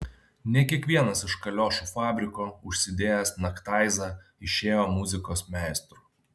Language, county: Lithuanian, Vilnius